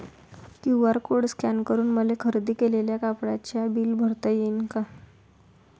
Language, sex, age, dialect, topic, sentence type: Marathi, female, 56-60, Varhadi, banking, question